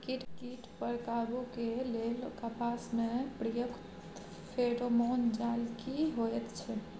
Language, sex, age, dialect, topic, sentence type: Maithili, female, 25-30, Bajjika, agriculture, question